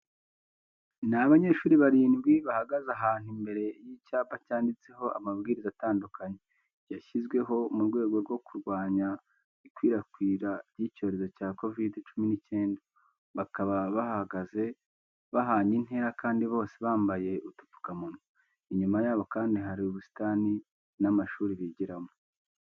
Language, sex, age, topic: Kinyarwanda, male, 25-35, education